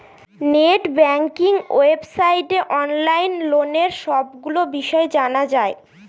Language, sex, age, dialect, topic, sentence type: Bengali, female, 18-24, Northern/Varendri, banking, statement